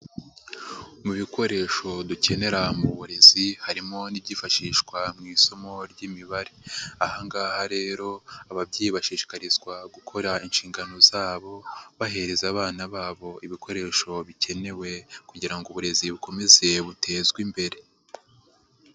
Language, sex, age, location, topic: Kinyarwanda, male, 50+, Nyagatare, education